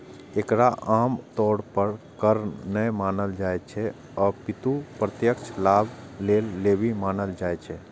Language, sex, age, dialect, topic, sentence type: Maithili, male, 25-30, Eastern / Thethi, banking, statement